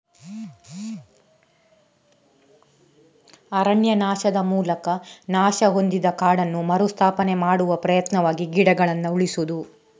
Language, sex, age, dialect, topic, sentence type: Kannada, female, 31-35, Coastal/Dakshin, agriculture, statement